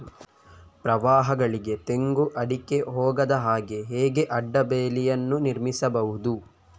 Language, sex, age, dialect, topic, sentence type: Kannada, male, 18-24, Coastal/Dakshin, agriculture, question